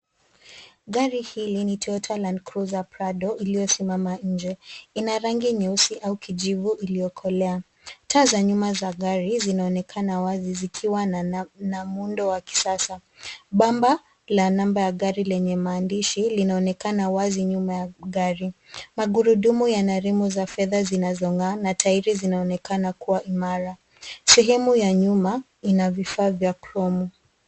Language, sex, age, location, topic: Swahili, female, 25-35, Nairobi, finance